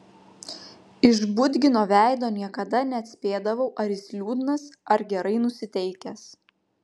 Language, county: Lithuanian, Panevėžys